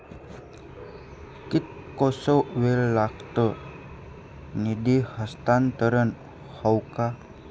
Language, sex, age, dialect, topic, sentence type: Marathi, male, 18-24, Southern Konkan, banking, question